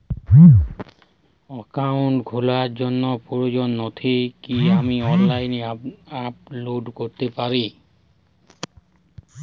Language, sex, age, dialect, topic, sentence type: Bengali, male, 25-30, Jharkhandi, banking, question